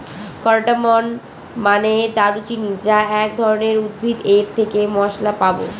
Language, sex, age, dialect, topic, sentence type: Bengali, female, 18-24, Northern/Varendri, agriculture, statement